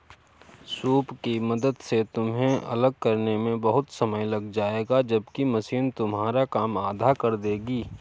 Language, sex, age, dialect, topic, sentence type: Hindi, male, 18-24, Awadhi Bundeli, agriculture, statement